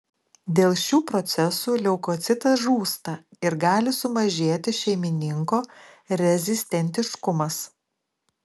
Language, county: Lithuanian, Klaipėda